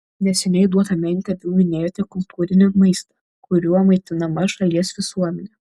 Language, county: Lithuanian, Šiauliai